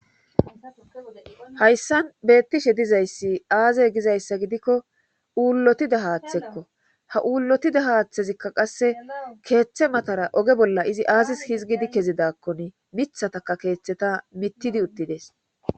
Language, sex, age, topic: Gamo, male, 18-24, government